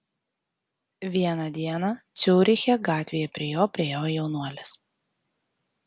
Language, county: Lithuanian, Tauragė